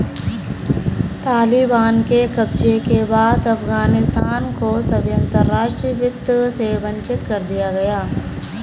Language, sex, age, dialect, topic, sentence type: Hindi, female, 18-24, Kanauji Braj Bhasha, banking, statement